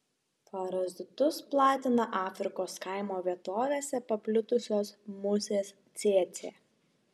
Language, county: Lithuanian, Šiauliai